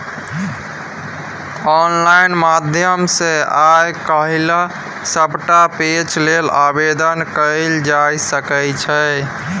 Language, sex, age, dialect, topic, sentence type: Maithili, male, 18-24, Bajjika, banking, statement